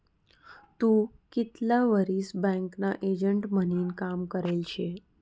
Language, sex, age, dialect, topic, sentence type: Marathi, female, 31-35, Northern Konkan, banking, statement